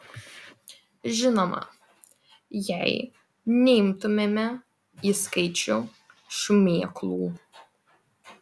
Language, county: Lithuanian, Vilnius